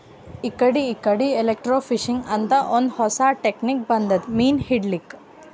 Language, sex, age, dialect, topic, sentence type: Kannada, female, 18-24, Northeastern, agriculture, statement